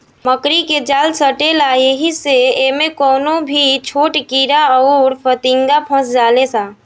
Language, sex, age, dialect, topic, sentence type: Bhojpuri, female, <18, Southern / Standard, agriculture, statement